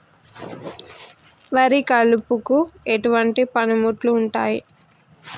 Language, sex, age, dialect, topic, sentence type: Telugu, female, 18-24, Telangana, agriculture, question